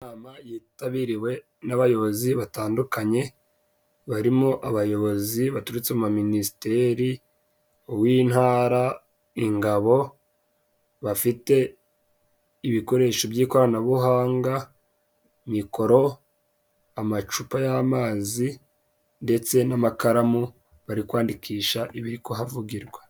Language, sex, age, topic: Kinyarwanda, male, 18-24, government